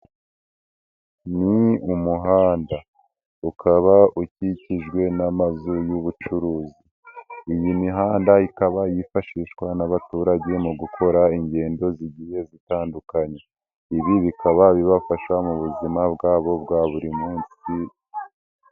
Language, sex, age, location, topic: Kinyarwanda, male, 18-24, Nyagatare, government